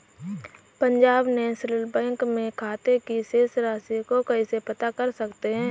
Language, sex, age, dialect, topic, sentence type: Hindi, female, 18-24, Awadhi Bundeli, banking, question